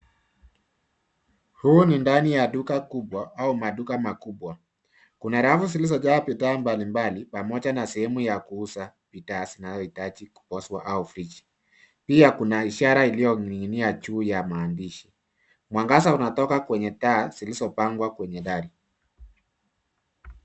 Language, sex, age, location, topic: Swahili, male, 50+, Nairobi, finance